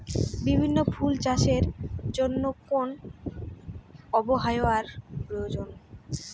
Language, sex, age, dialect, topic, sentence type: Bengali, female, 18-24, Rajbangshi, agriculture, question